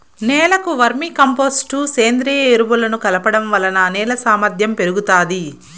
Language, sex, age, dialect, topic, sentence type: Telugu, female, 25-30, Southern, agriculture, statement